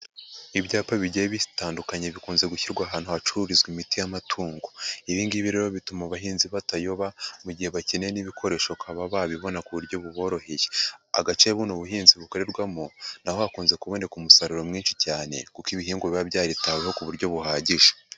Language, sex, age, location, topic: Kinyarwanda, male, 25-35, Huye, agriculture